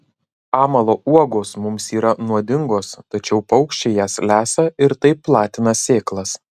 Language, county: Lithuanian, Marijampolė